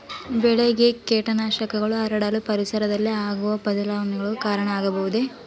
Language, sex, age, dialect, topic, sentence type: Kannada, female, 18-24, Central, agriculture, question